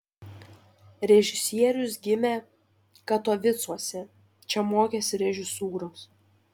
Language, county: Lithuanian, Šiauliai